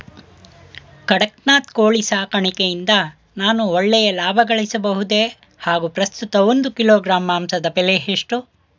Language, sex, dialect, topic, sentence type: Kannada, male, Mysore Kannada, agriculture, question